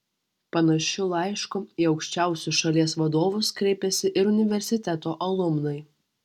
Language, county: Lithuanian, Alytus